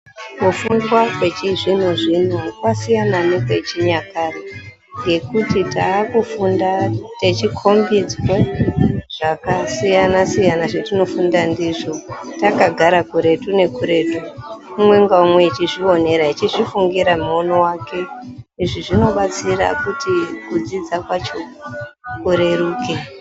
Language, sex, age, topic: Ndau, female, 36-49, education